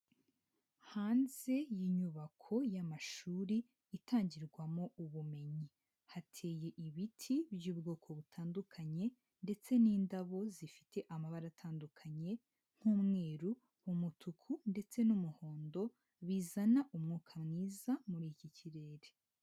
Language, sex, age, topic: Kinyarwanda, female, 25-35, education